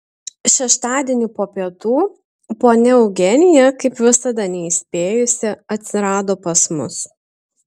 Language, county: Lithuanian, Utena